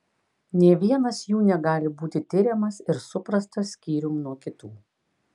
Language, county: Lithuanian, Kaunas